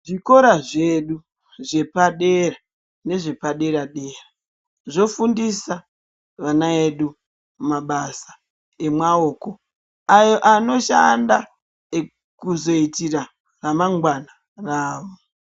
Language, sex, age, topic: Ndau, male, 50+, education